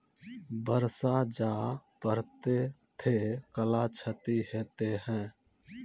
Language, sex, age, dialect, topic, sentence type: Maithili, male, 25-30, Angika, agriculture, question